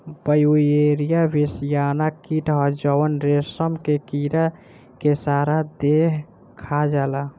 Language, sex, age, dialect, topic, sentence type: Bhojpuri, female, <18, Southern / Standard, agriculture, statement